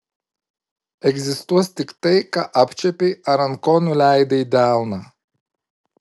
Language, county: Lithuanian, Vilnius